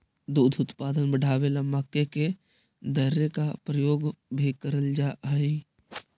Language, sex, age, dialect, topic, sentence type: Magahi, male, 18-24, Central/Standard, agriculture, statement